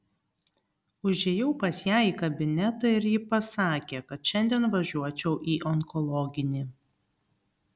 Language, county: Lithuanian, Kaunas